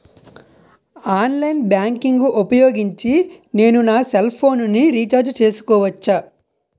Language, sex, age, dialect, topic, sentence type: Telugu, male, 18-24, Utterandhra, banking, question